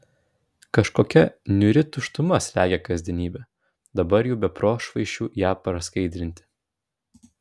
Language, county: Lithuanian, Vilnius